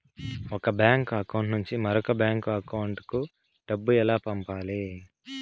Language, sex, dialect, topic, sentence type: Telugu, male, Southern, banking, question